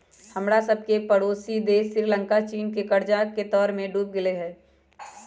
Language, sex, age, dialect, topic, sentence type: Magahi, female, 56-60, Western, banking, statement